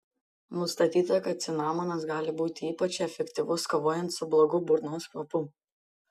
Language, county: Lithuanian, Panevėžys